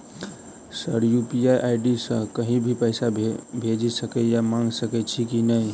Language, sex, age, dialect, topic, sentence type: Maithili, male, 18-24, Southern/Standard, banking, question